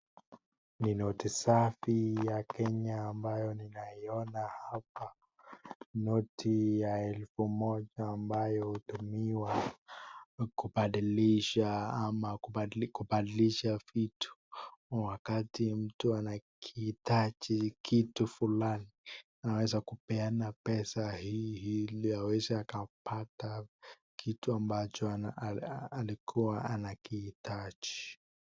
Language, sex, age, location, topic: Swahili, male, 18-24, Nakuru, finance